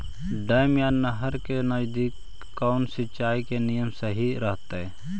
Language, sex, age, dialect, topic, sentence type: Magahi, male, 18-24, Central/Standard, agriculture, question